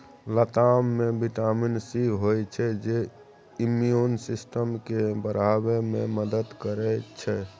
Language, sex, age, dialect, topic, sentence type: Maithili, male, 36-40, Bajjika, agriculture, statement